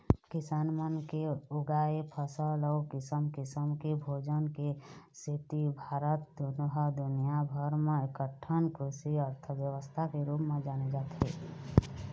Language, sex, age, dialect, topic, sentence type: Chhattisgarhi, female, 25-30, Eastern, agriculture, statement